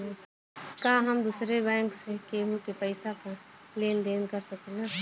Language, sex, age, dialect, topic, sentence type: Bhojpuri, female, 25-30, Western, banking, statement